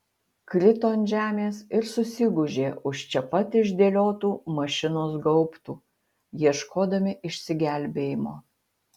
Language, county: Lithuanian, Utena